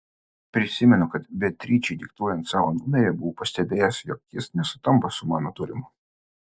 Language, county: Lithuanian, Utena